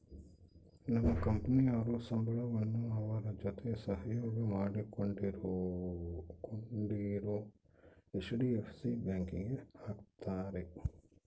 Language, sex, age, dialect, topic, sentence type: Kannada, male, 51-55, Central, banking, statement